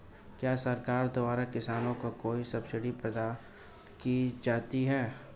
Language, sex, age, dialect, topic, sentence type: Hindi, male, 18-24, Marwari Dhudhari, agriculture, question